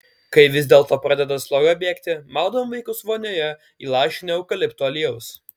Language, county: Lithuanian, Alytus